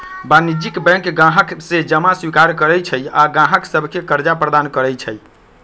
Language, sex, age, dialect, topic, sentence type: Magahi, male, 31-35, Western, banking, statement